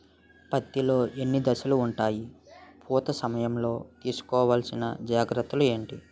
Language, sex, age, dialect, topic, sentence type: Telugu, male, 18-24, Utterandhra, agriculture, question